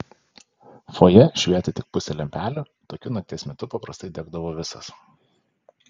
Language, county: Lithuanian, Panevėžys